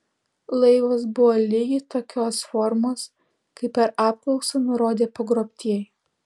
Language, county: Lithuanian, Alytus